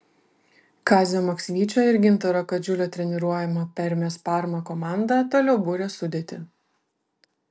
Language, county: Lithuanian, Vilnius